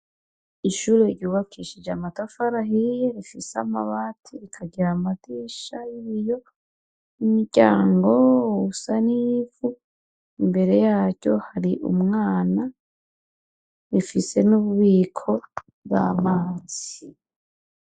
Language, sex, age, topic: Rundi, female, 36-49, education